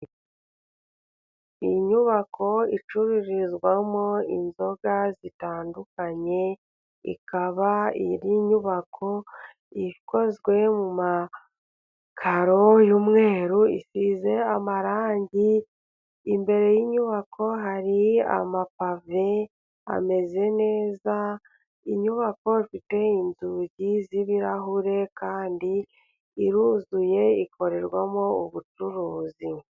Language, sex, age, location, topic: Kinyarwanda, male, 36-49, Burera, finance